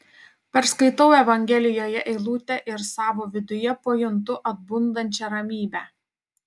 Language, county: Lithuanian, Panevėžys